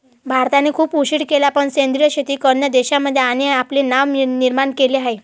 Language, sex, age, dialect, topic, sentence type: Marathi, female, 18-24, Varhadi, agriculture, statement